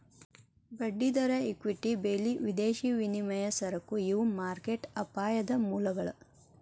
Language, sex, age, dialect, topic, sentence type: Kannada, female, 25-30, Dharwad Kannada, banking, statement